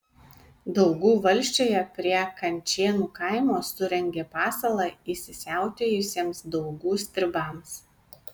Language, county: Lithuanian, Kaunas